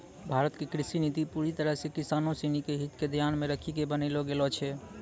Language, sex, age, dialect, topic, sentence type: Maithili, male, 18-24, Angika, agriculture, statement